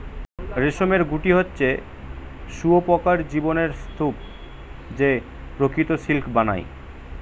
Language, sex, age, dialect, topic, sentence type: Bengali, male, 18-24, Northern/Varendri, agriculture, statement